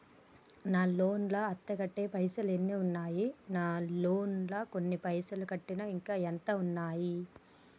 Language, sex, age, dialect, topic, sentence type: Telugu, female, 25-30, Telangana, banking, question